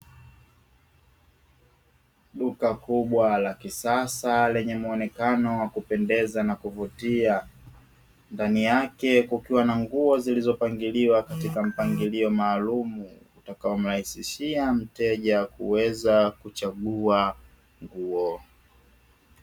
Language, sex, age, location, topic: Swahili, male, 18-24, Dar es Salaam, finance